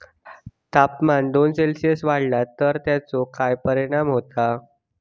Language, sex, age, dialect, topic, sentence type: Marathi, male, 41-45, Southern Konkan, agriculture, question